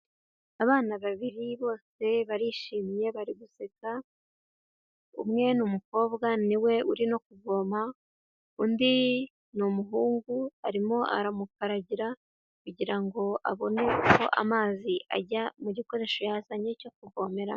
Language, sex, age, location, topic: Kinyarwanda, female, 18-24, Huye, health